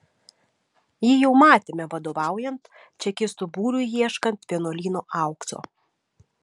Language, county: Lithuanian, Šiauliai